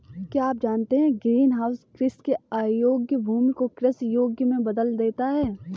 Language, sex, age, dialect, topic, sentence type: Hindi, female, 18-24, Kanauji Braj Bhasha, agriculture, statement